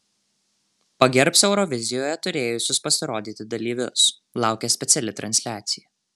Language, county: Lithuanian, Marijampolė